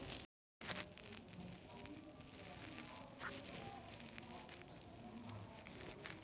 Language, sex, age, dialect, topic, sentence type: Kannada, female, 60-100, Dharwad Kannada, banking, statement